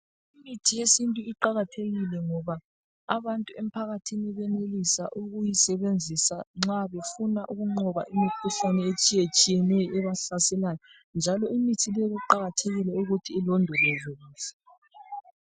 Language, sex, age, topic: North Ndebele, male, 36-49, health